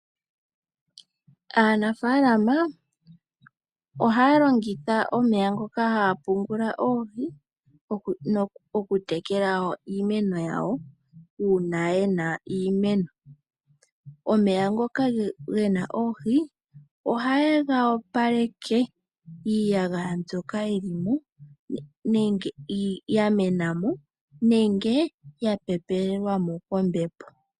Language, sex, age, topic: Oshiwambo, female, 18-24, agriculture